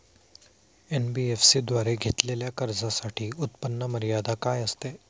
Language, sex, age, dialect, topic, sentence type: Marathi, male, 25-30, Standard Marathi, banking, question